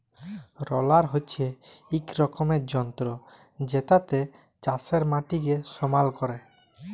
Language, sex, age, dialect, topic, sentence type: Bengali, male, 25-30, Jharkhandi, agriculture, statement